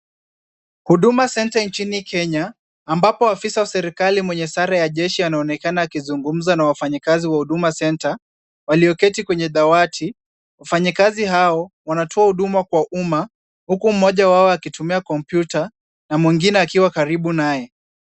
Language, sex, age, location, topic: Swahili, male, 25-35, Kisumu, government